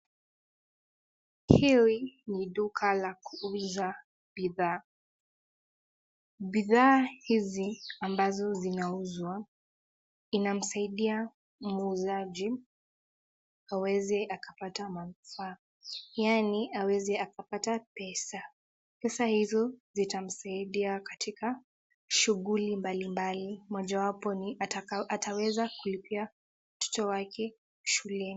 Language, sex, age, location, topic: Swahili, female, 36-49, Nakuru, finance